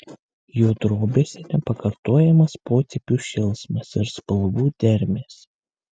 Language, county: Lithuanian, Kaunas